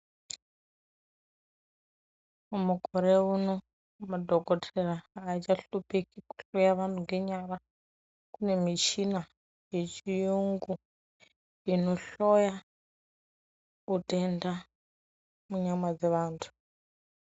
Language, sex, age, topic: Ndau, female, 25-35, health